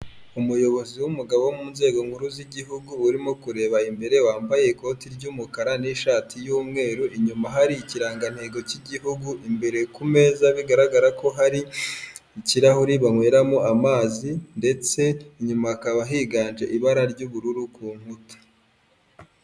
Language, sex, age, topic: Kinyarwanda, female, 18-24, government